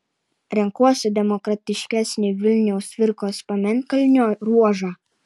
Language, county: Lithuanian, Utena